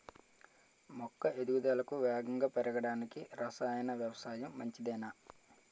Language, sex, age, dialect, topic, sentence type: Telugu, male, 25-30, Utterandhra, agriculture, question